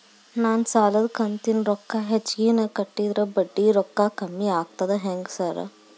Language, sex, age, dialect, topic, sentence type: Kannada, female, 18-24, Dharwad Kannada, banking, question